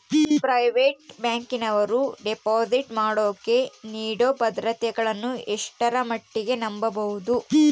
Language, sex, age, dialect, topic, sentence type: Kannada, female, 31-35, Central, banking, question